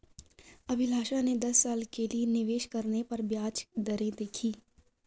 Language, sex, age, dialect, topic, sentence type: Hindi, female, 51-55, Garhwali, banking, statement